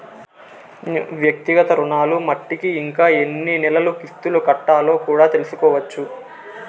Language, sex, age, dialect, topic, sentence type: Telugu, male, 18-24, Southern, banking, statement